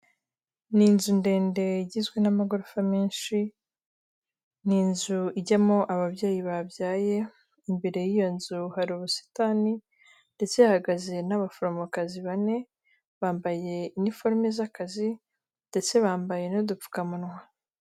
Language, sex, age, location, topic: Kinyarwanda, female, 18-24, Kigali, health